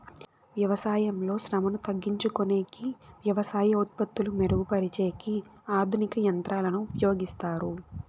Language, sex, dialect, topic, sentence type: Telugu, female, Southern, agriculture, statement